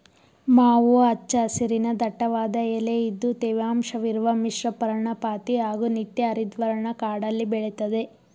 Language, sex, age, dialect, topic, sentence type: Kannada, female, 18-24, Mysore Kannada, agriculture, statement